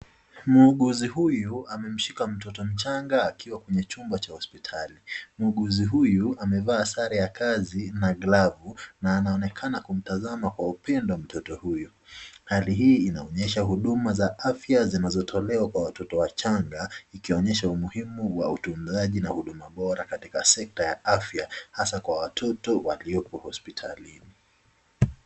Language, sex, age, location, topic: Swahili, male, 25-35, Nakuru, health